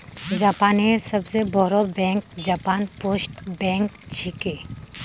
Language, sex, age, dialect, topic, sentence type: Magahi, female, 18-24, Northeastern/Surjapuri, banking, statement